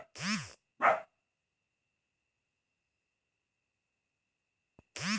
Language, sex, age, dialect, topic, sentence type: Magahi, male, 31-35, Northeastern/Surjapuri, agriculture, question